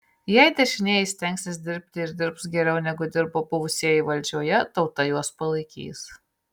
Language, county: Lithuanian, Marijampolė